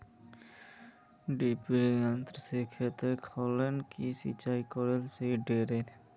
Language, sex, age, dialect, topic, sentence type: Magahi, male, 18-24, Northeastern/Surjapuri, agriculture, question